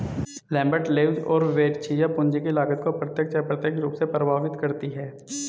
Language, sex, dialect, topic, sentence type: Hindi, male, Hindustani Malvi Khadi Boli, banking, statement